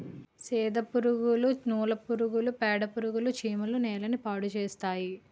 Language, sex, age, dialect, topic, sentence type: Telugu, female, 18-24, Utterandhra, agriculture, statement